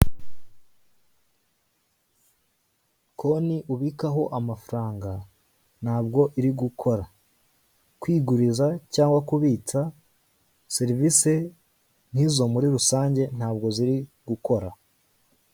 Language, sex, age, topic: Kinyarwanda, male, 18-24, finance